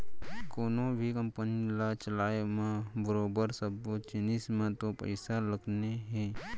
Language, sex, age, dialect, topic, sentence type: Chhattisgarhi, male, 56-60, Central, banking, statement